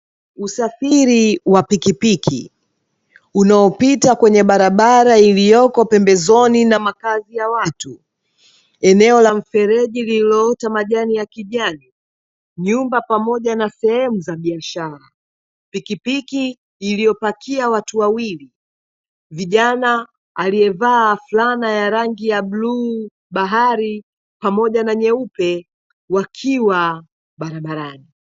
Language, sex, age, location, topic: Swahili, female, 25-35, Dar es Salaam, government